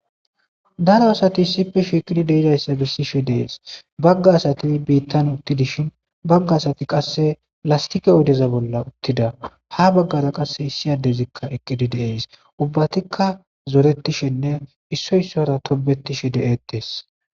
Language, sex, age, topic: Gamo, male, 25-35, government